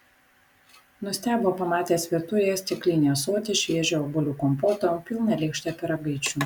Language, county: Lithuanian, Vilnius